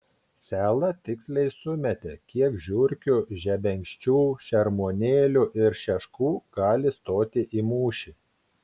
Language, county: Lithuanian, Klaipėda